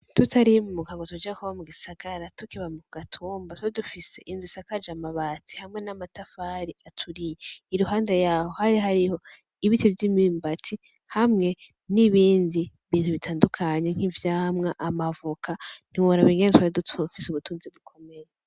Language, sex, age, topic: Rundi, female, 18-24, agriculture